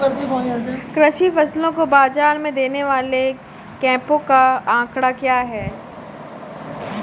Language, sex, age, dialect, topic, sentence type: Hindi, female, 18-24, Marwari Dhudhari, agriculture, question